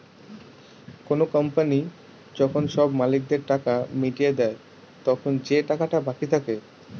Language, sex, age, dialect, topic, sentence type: Bengali, male, 31-35, Northern/Varendri, banking, statement